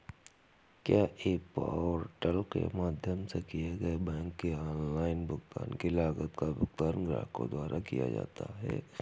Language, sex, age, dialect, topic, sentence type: Hindi, male, 41-45, Awadhi Bundeli, banking, question